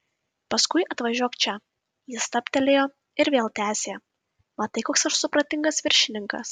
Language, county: Lithuanian, Kaunas